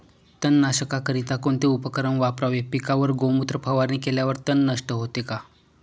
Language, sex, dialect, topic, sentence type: Marathi, male, Northern Konkan, agriculture, question